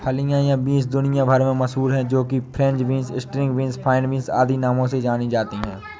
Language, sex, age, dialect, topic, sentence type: Hindi, male, 18-24, Awadhi Bundeli, agriculture, statement